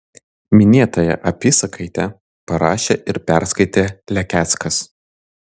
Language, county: Lithuanian, Vilnius